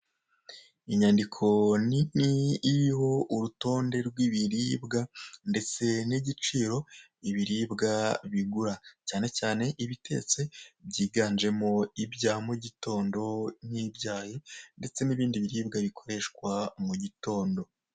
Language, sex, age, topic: Kinyarwanda, male, 25-35, finance